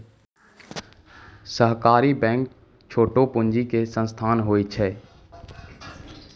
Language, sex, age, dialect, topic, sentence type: Maithili, male, 18-24, Angika, banking, statement